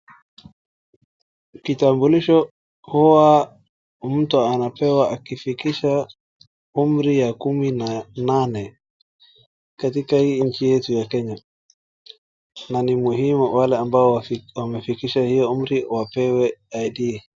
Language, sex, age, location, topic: Swahili, male, 18-24, Wajir, government